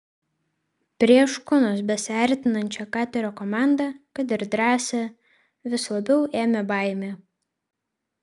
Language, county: Lithuanian, Vilnius